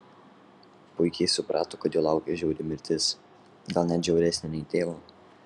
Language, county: Lithuanian, Kaunas